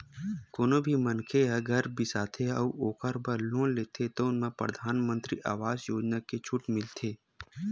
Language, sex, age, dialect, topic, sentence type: Chhattisgarhi, male, 25-30, Western/Budati/Khatahi, banking, statement